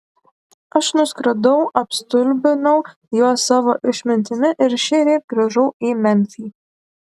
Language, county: Lithuanian, Šiauliai